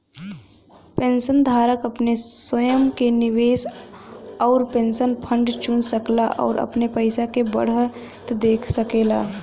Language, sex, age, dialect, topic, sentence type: Bhojpuri, female, 18-24, Western, banking, statement